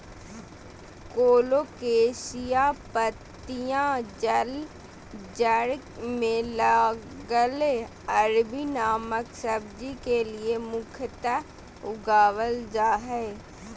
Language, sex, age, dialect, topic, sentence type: Magahi, female, 18-24, Southern, agriculture, statement